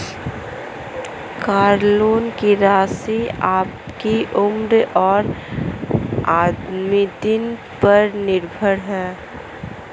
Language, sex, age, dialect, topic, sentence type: Hindi, female, 18-24, Marwari Dhudhari, banking, statement